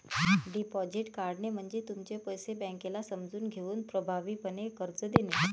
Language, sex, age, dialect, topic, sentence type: Marathi, female, 36-40, Varhadi, banking, statement